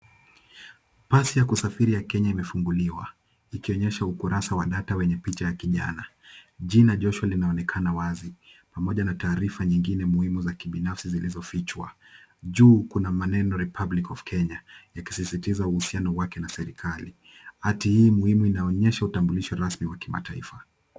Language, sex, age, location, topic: Swahili, male, 18-24, Kisumu, government